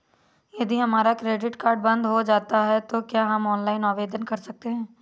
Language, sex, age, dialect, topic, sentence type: Hindi, female, 25-30, Awadhi Bundeli, banking, question